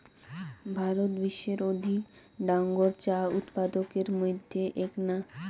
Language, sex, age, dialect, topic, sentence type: Bengali, female, 18-24, Rajbangshi, agriculture, statement